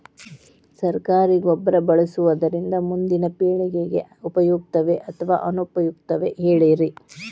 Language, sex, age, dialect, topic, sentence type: Kannada, female, 36-40, Dharwad Kannada, agriculture, question